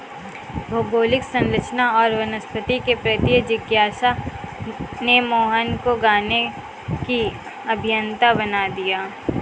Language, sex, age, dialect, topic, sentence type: Hindi, female, 18-24, Kanauji Braj Bhasha, agriculture, statement